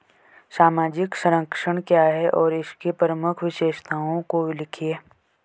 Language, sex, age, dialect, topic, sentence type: Hindi, male, 18-24, Hindustani Malvi Khadi Boli, banking, question